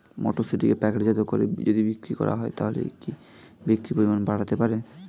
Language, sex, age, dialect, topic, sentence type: Bengali, male, 18-24, Standard Colloquial, agriculture, question